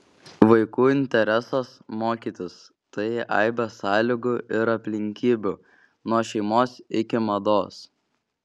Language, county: Lithuanian, Šiauliai